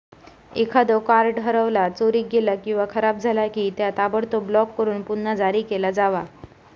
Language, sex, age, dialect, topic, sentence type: Marathi, female, 25-30, Southern Konkan, banking, statement